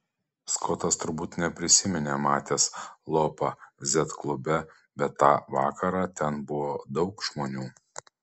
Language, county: Lithuanian, Panevėžys